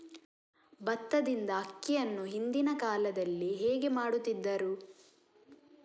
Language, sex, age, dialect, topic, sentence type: Kannada, male, 36-40, Coastal/Dakshin, agriculture, question